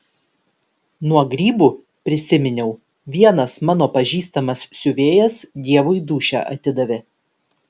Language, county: Lithuanian, Vilnius